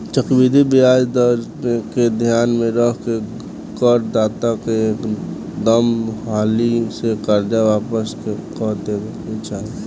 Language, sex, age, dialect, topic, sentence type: Bhojpuri, male, 18-24, Southern / Standard, banking, statement